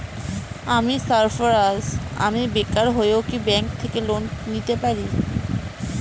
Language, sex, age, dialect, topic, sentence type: Bengali, female, 18-24, Standard Colloquial, banking, question